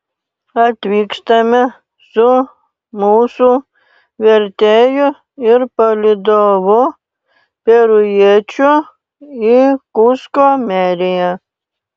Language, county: Lithuanian, Panevėžys